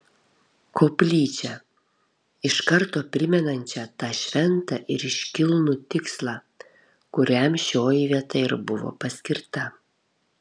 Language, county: Lithuanian, Kaunas